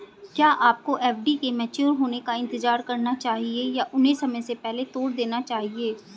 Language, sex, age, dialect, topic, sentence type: Hindi, female, 25-30, Hindustani Malvi Khadi Boli, banking, question